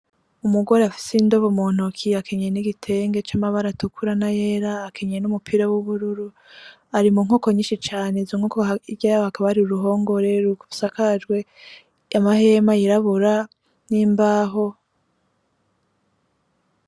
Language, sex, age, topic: Rundi, female, 25-35, agriculture